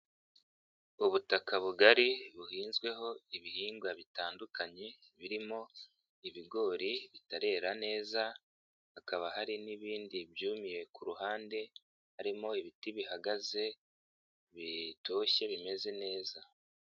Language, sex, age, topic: Kinyarwanda, male, 25-35, agriculture